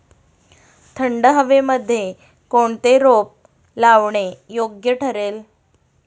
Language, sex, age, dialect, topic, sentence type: Marathi, female, 36-40, Standard Marathi, agriculture, question